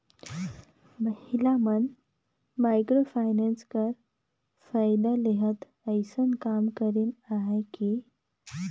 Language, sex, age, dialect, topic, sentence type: Chhattisgarhi, female, 25-30, Northern/Bhandar, banking, statement